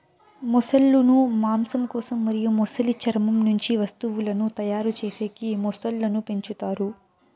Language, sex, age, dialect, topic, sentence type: Telugu, female, 56-60, Southern, agriculture, statement